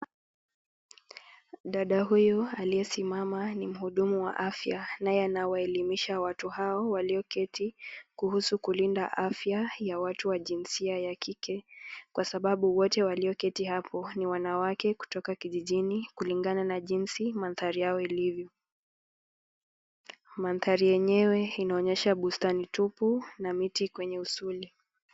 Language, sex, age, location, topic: Swahili, female, 18-24, Nakuru, health